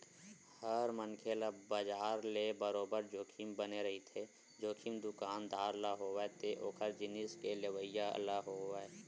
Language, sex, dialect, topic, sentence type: Chhattisgarhi, male, Western/Budati/Khatahi, banking, statement